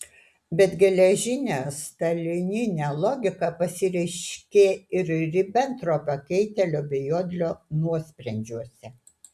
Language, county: Lithuanian, Utena